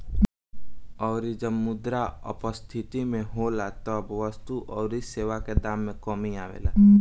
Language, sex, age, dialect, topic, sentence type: Bhojpuri, male, <18, Northern, banking, statement